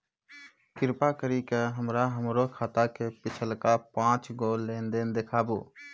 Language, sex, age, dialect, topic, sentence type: Maithili, male, 18-24, Angika, banking, statement